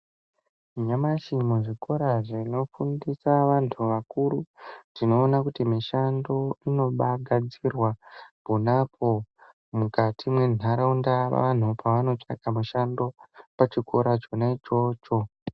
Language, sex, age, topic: Ndau, female, 18-24, education